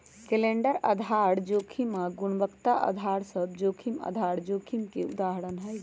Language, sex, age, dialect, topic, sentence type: Magahi, female, 31-35, Western, banking, statement